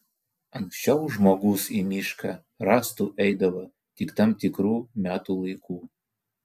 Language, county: Lithuanian, Vilnius